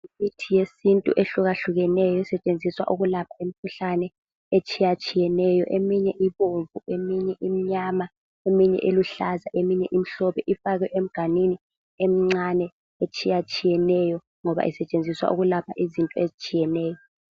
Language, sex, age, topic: North Ndebele, female, 18-24, health